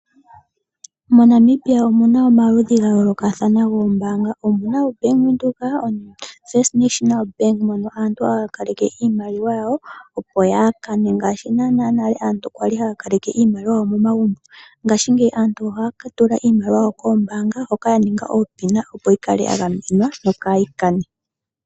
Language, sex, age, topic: Oshiwambo, female, 18-24, finance